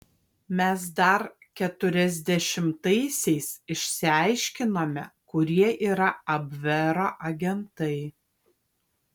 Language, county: Lithuanian, Kaunas